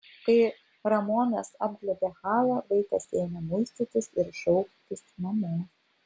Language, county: Lithuanian, Vilnius